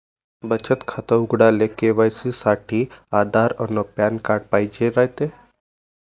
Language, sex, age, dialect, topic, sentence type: Marathi, male, 18-24, Varhadi, banking, statement